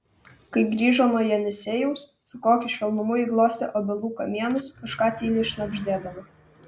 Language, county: Lithuanian, Vilnius